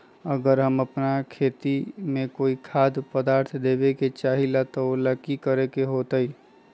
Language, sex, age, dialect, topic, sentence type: Magahi, male, 25-30, Western, agriculture, question